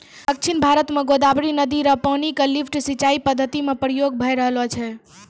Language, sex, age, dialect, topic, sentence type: Maithili, female, 18-24, Angika, banking, statement